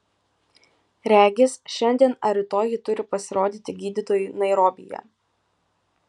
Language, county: Lithuanian, Kaunas